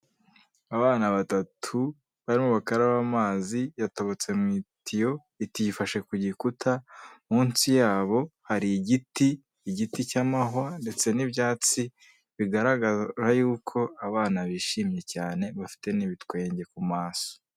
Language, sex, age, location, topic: Kinyarwanda, male, 25-35, Kigali, health